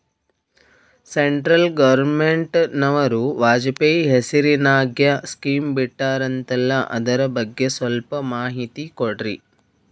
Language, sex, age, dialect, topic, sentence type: Kannada, female, 41-45, Northeastern, banking, question